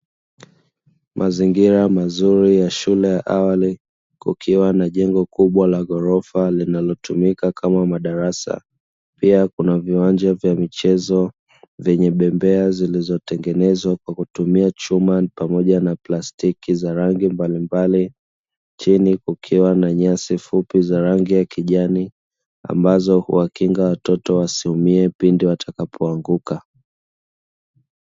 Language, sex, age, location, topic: Swahili, male, 25-35, Dar es Salaam, education